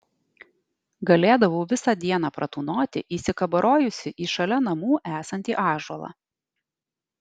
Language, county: Lithuanian, Alytus